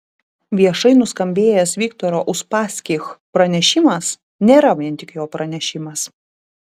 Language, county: Lithuanian, Utena